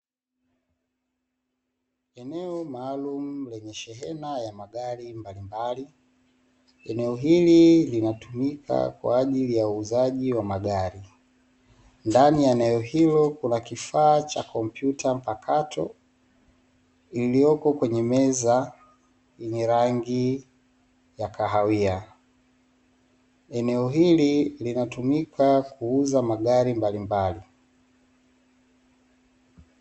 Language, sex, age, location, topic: Swahili, male, 18-24, Dar es Salaam, finance